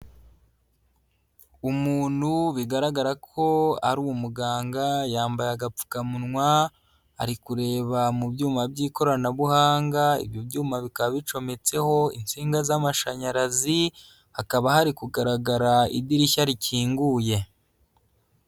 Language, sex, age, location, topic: Kinyarwanda, male, 25-35, Huye, health